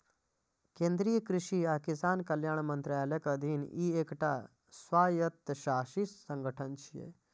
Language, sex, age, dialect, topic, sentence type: Maithili, male, 25-30, Eastern / Thethi, agriculture, statement